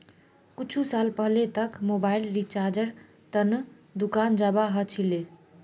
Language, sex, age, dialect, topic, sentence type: Magahi, female, 36-40, Northeastern/Surjapuri, banking, statement